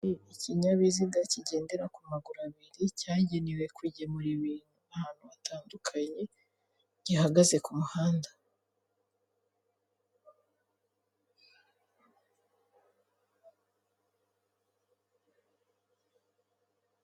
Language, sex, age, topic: Kinyarwanda, female, 25-35, finance